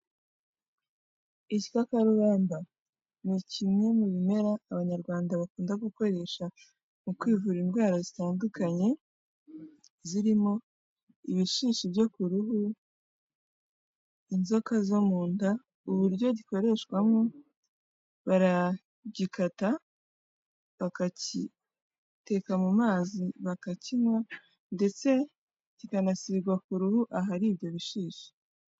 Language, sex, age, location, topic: Kinyarwanda, female, 18-24, Kigali, health